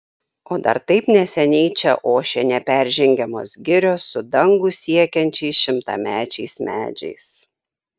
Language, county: Lithuanian, Šiauliai